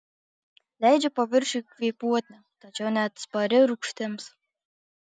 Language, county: Lithuanian, Marijampolė